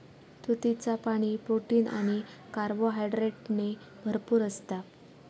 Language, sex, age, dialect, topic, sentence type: Marathi, female, 25-30, Southern Konkan, agriculture, statement